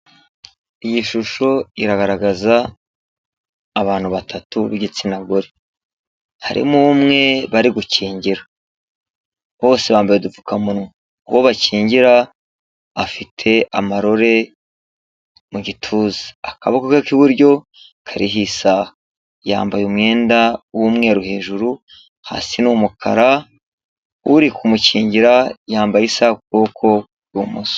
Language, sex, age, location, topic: Kinyarwanda, male, 36-49, Kigali, health